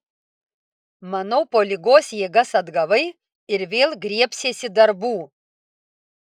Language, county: Lithuanian, Vilnius